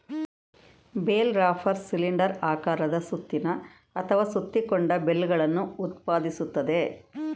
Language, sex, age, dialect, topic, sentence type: Kannada, female, 56-60, Mysore Kannada, agriculture, statement